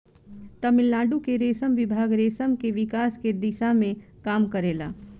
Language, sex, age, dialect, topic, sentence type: Bhojpuri, female, 25-30, Southern / Standard, agriculture, statement